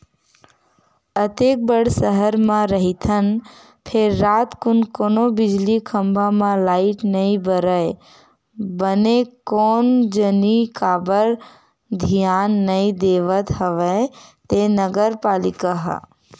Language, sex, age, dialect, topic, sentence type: Chhattisgarhi, female, 18-24, Western/Budati/Khatahi, banking, statement